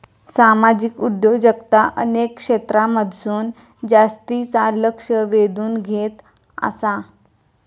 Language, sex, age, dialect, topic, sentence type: Marathi, female, 25-30, Southern Konkan, banking, statement